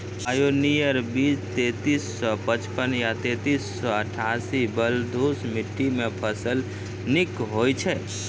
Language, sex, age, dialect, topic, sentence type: Maithili, male, 31-35, Angika, agriculture, question